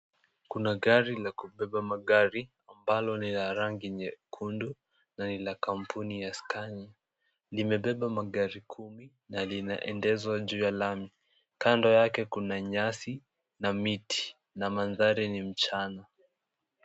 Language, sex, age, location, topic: Swahili, male, 18-24, Kisii, finance